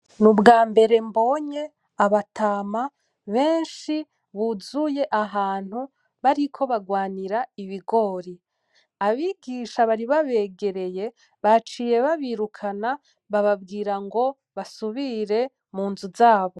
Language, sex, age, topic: Rundi, female, 25-35, agriculture